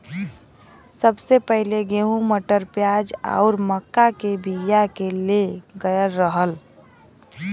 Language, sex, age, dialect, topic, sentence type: Bhojpuri, female, 25-30, Western, agriculture, statement